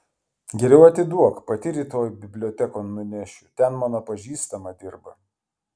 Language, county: Lithuanian, Klaipėda